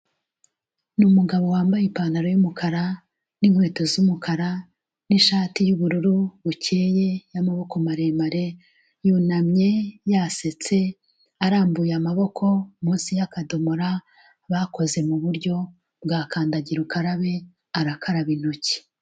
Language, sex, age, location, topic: Kinyarwanda, female, 36-49, Kigali, health